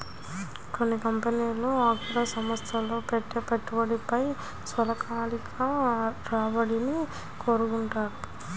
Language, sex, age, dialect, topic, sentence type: Telugu, female, 18-24, Central/Coastal, banking, statement